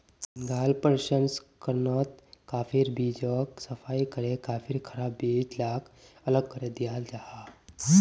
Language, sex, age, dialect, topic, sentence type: Magahi, male, 18-24, Northeastern/Surjapuri, agriculture, statement